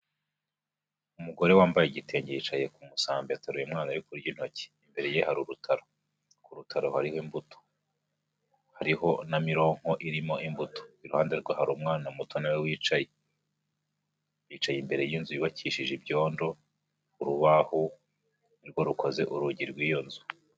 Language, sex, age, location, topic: Kinyarwanda, male, 25-35, Huye, health